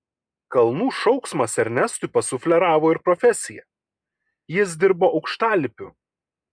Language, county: Lithuanian, Kaunas